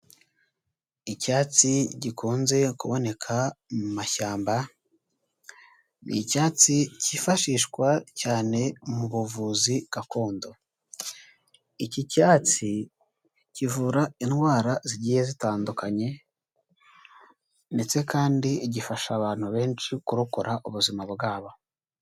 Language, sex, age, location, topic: Kinyarwanda, male, 18-24, Huye, health